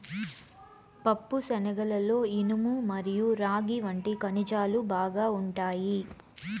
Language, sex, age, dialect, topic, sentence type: Telugu, female, 25-30, Southern, agriculture, statement